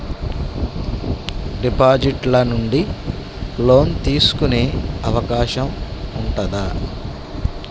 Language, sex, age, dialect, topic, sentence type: Telugu, male, 31-35, Telangana, banking, question